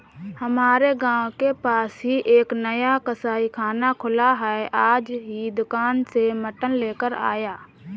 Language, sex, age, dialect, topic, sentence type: Hindi, female, 18-24, Awadhi Bundeli, agriculture, statement